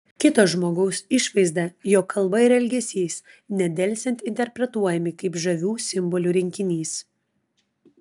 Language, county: Lithuanian, Klaipėda